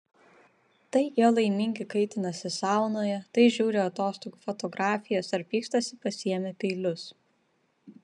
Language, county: Lithuanian, Vilnius